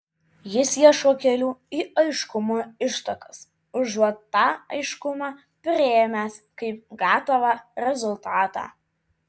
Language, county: Lithuanian, Vilnius